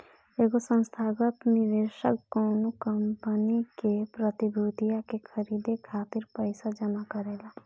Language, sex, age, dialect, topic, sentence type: Bhojpuri, female, 25-30, Southern / Standard, banking, statement